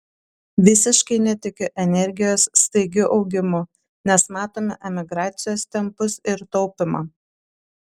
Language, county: Lithuanian, Panevėžys